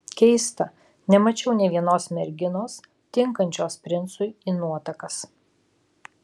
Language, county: Lithuanian, Alytus